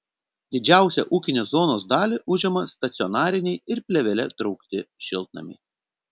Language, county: Lithuanian, Panevėžys